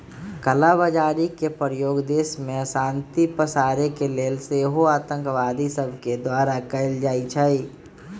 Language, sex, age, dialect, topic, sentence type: Magahi, male, 25-30, Western, banking, statement